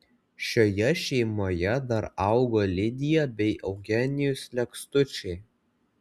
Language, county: Lithuanian, Kaunas